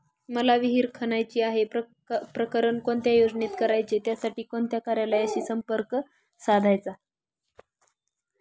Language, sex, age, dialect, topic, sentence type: Marathi, female, 41-45, Northern Konkan, agriculture, question